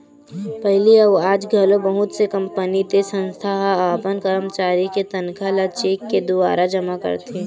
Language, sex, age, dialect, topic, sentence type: Chhattisgarhi, female, 18-24, Western/Budati/Khatahi, banking, statement